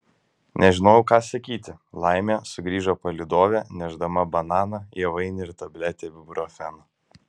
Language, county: Lithuanian, Kaunas